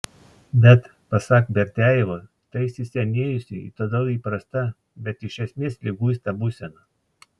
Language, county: Lithuanian, Klaipėda